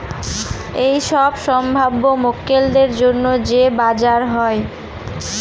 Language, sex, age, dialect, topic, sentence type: Bengali, female, 18-24, Northern/Varendri, banking, statement